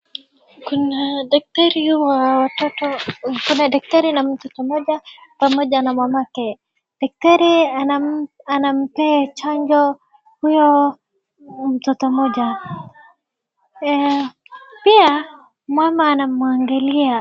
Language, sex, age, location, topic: Swahili, female, 36-49, Wajir, health